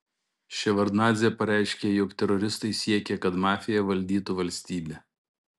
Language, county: Lithuanian, Šiauliai